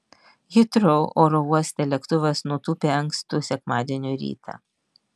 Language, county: Lithuanian, Vilnius